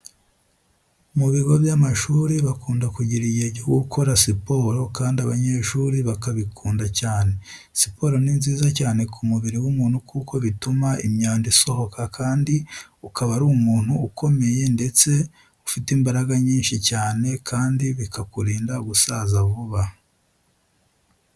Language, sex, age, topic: Kinyarwanda, male, 25-35, education